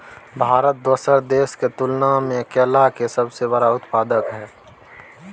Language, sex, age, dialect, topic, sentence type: Maithili, male, 18-24, Bajjika, agriculture, statement